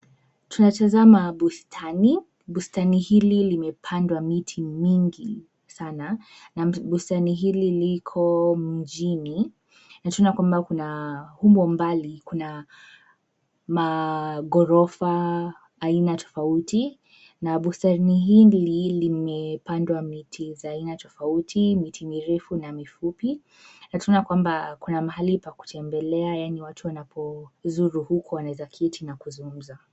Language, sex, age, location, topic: Swahili, female, 18-24, Nairobi, government